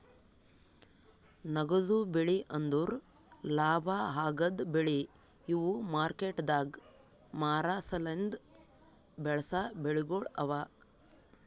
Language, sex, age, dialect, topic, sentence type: Kannada, female, 18-24, Northeastern, agriculture, statement